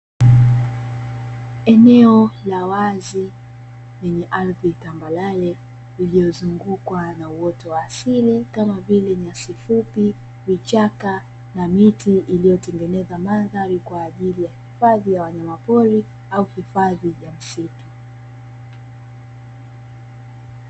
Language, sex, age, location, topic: Swahili, female, 25-35, Dar es Salaam, agriculture